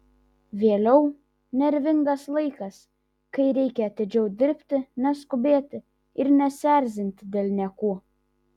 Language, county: Lithuanian, Vilnius